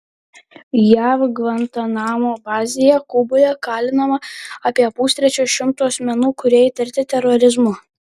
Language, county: Lithuanian, Panevėžys